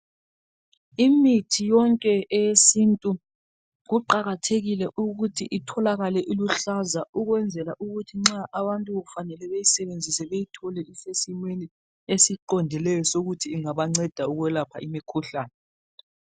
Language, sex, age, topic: North Ndebele, male, 36-49, health